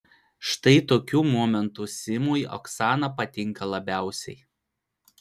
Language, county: Lithuanian, Vilnius